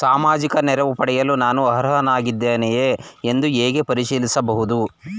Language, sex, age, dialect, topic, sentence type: Kannada, male, 36-40, Mysore Kannada, banking, question